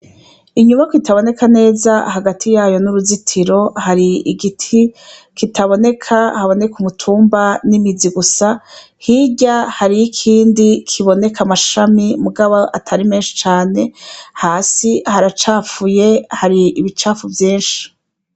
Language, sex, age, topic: Rundi, female, 36-49, education